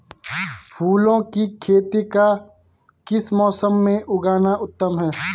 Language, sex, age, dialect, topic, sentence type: Hindi, male, 18-24, Garhwali, agriculture, question